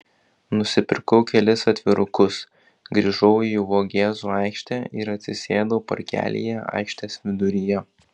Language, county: Lithuanian, Kaunas